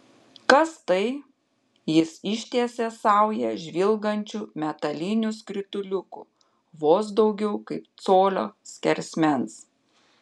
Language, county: Lithuanian, Panevėžys